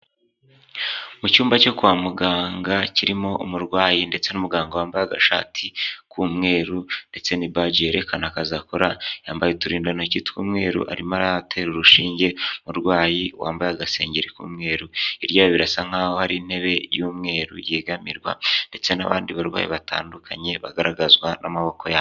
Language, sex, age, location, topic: Kinyarwanda, male, 18-24, Huye, health